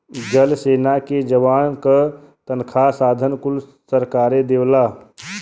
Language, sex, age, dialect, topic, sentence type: Bhojpuri, male, 31-35, Western, banking, statement